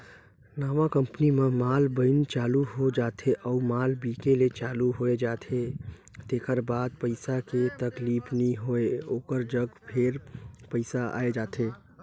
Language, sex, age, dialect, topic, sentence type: Chhattisgarhi, male, 18-24, Northern/Bhandar, banking, statement